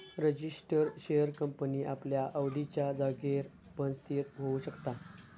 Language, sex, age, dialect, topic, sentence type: Marathi, male, 25-30, Southern Konkan, banking, statement